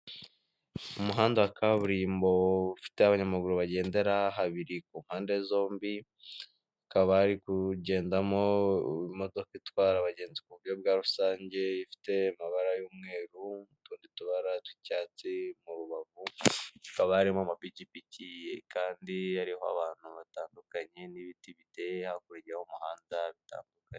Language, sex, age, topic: Kinyarwanda, male, 18-24, government